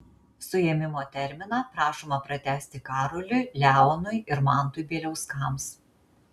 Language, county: Lithuanian, Marijampolė